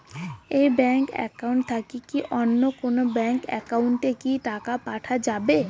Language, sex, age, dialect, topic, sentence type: Bengali, female, 18-24, Rajbangshi, banking, question